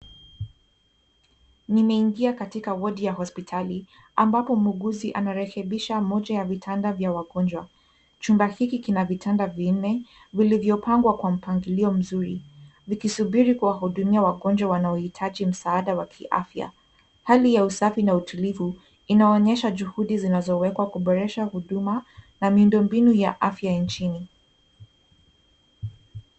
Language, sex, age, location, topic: Swahili, female, 18-24, Nairobi, health